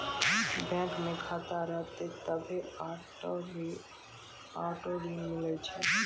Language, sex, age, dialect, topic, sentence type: Maithili, male, 18-24, Angika, banking, statement